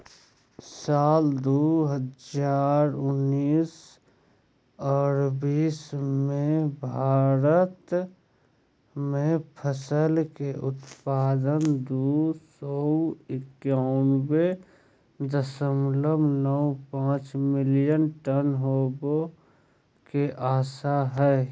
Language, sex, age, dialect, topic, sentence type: Magahi, male, 31-35, Southern, agriculture, statement